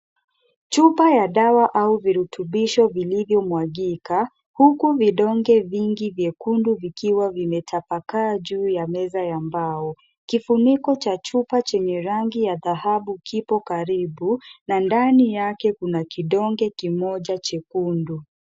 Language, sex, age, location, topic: Swahili, female, 25-35, Kisumu, health